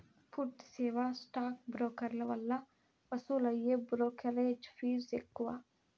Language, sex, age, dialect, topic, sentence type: Telugu, female, 18-24, Southern, banking, statement